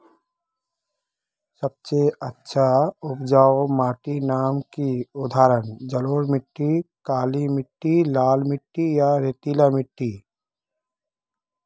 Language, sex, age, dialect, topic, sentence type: Magahi, male, 25-30, Northeastern/Surjapuri, agriculture, question